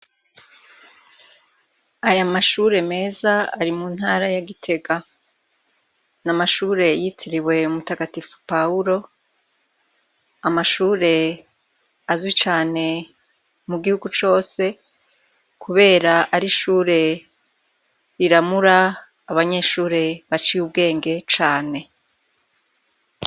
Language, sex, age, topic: Rundi, female, 36-49, education